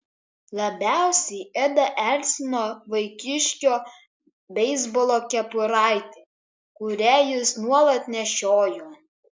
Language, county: Lithuanian, Kaunas